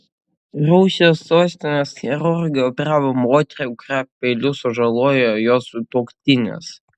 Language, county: Lithuanian, Utena